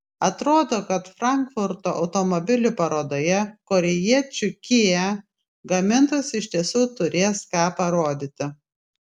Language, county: Lithuanian, Klaipėda